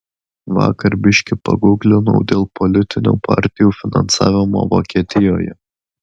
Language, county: Lithuanian, Alytus